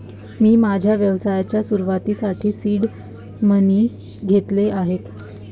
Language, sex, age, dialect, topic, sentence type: Marathi, female, 18-24, Varhadi, banking, statement